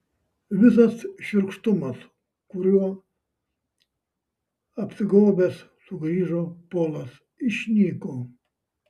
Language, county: Lithuanian, Šiauliai